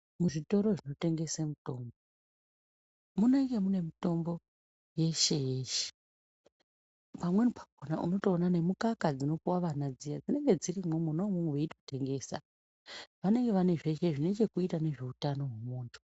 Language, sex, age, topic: Ndau, female, 36-49, health